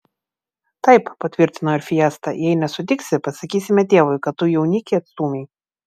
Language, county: Lithuanian, Vilnius